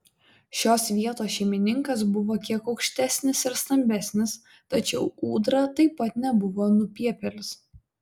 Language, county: Lithuanian, Vilnius